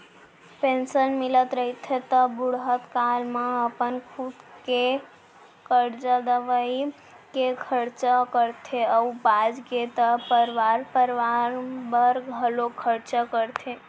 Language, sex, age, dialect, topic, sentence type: Chhattisgarhi, female, 18-24, Central, banking, statement